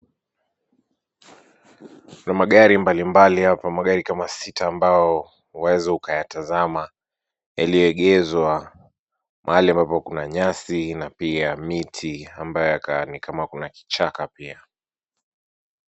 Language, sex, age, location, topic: Swahili, male, 18-24, Kisumu, finance